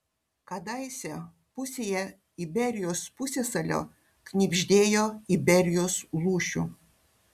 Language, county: Lithuanian, Panevėžys